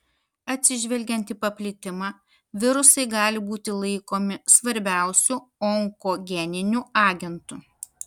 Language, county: Lithuanian, Kaunas